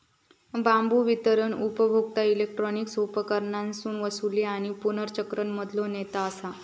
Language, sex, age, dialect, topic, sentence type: Marathi, female, 25-30, Southern Konkan, agriculture, statement